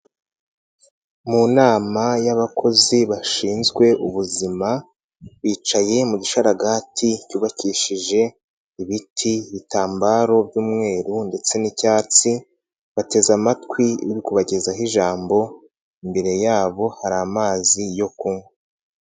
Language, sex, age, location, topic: Kinyarwanda, male, 18-24, Nyagatare, health